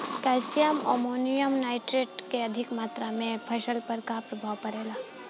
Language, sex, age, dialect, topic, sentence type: Bhojpuri, female, 18-24, Southern / Standard, agriculture, question